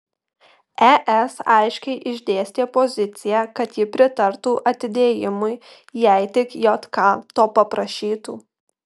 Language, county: Lithuanian, Marijampolė